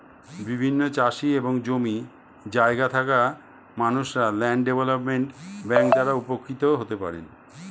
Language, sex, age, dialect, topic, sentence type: Bengali, male, 51-55, Standard Colloquial, banking, statement